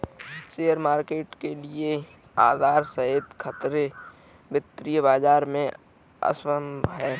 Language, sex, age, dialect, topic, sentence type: Hindi, female, 18-24, Kanauji Braj Bhasha, banking, statement